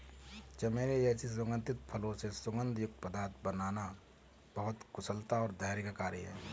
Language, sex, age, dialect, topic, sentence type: Hindi, male, 31-35, Kanauji Braj Bhasha, agriculture, statement